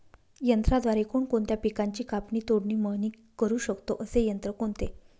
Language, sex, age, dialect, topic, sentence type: Marathi, female, 25-30, Northern Konkan, agriculture, question